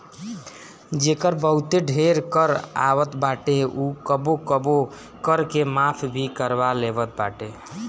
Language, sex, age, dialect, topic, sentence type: Bhojpuri, male, 25-30, Northern, banking, statement